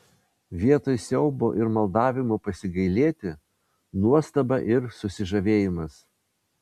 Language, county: Lithuanian, Vilnius